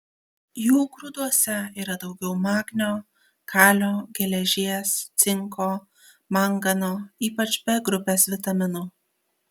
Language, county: Lithuanian, Kaunas